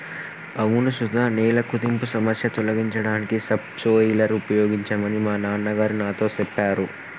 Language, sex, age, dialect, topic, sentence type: Telugu, male, 18-24, Telangana, agriculture, statement